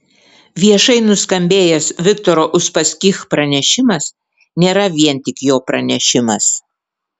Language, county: Lithuanian, Vilnius